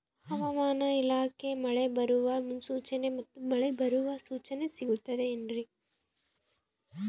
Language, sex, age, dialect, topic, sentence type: Kannada, female, 25-30, Central, agriculture, question